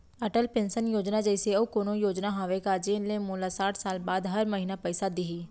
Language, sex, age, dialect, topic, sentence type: Chhattisgarhi, female, 31-35, Central, banking, question